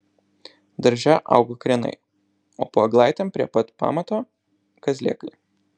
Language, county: Lithuanian, Alytus